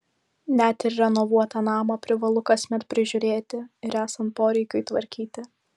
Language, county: Lithuanian, Vilnius